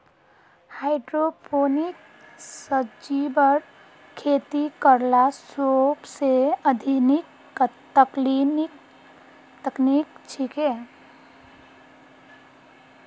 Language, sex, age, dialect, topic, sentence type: Magahi, female, 25-30, Northeastern/Surjapuri, agriculture, statement